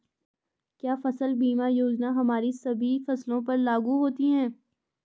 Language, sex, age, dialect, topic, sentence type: Hindi, female, 25-30, Garhwali, banking, statement